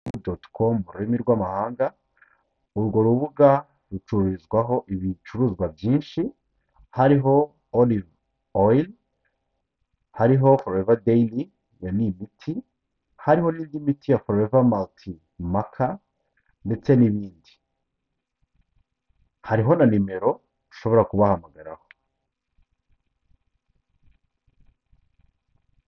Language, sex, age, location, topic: Kinyarwanda, male, 25-35, Kigali, health